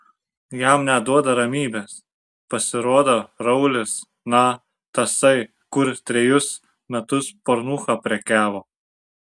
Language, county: Lithuanian, Šiauliai